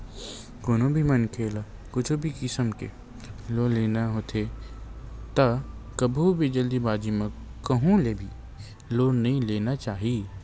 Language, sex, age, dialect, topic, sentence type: Chhattisgarhi, male, 18-24, Western/Budati/Khatahi, banking, statement